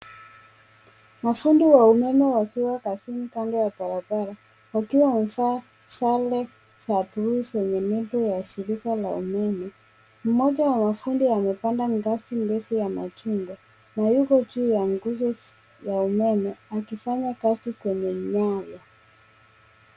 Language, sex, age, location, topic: Swahili, female, 18-24, Nairobi, government